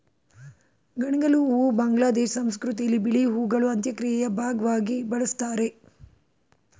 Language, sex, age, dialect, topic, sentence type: Kannada, female, 36-40, Mysore Kannada, agriculture, statement